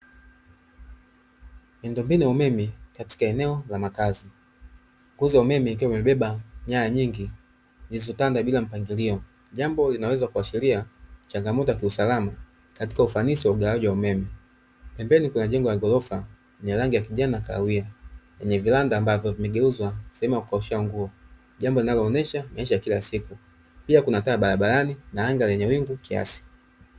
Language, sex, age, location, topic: Swahili, male, 25-35, Dar es Salaam, government